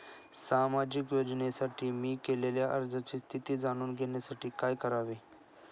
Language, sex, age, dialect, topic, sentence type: Marathi, male, 25-30, Standard Marathi, banking, question